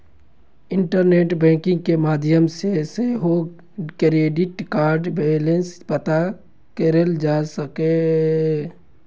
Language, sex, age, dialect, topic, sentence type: Maithili, male, 56-60, Eastern / Thethi, banking, statement